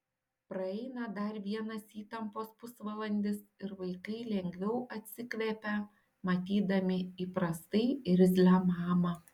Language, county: Lithuanian, Šiauliai